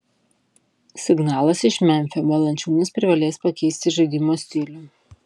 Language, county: Lithuanian, Vilnius